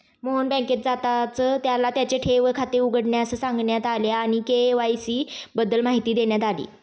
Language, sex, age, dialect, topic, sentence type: Marathi, female, 25-30, Standard Marathi, banking, statement